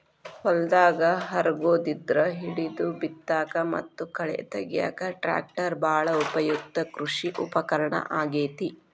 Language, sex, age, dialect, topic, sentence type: Kannada, female, 36-40, Dharwad Kannada, agriculture, statement